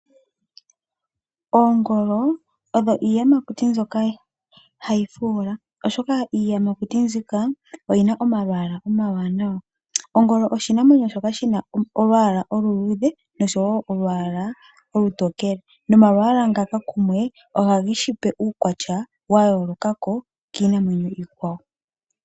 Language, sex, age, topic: Oshiwambo, female, 18-24, agriculture